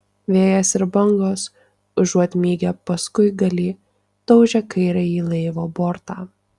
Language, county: Lithuanian, Tauragė